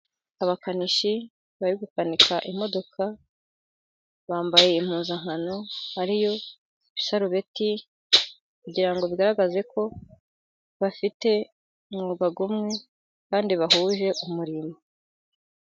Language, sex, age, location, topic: Kinyarwanda, female, 18-24, Gakenke, education